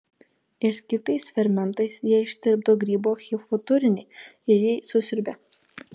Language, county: Lithuanian, Kaunas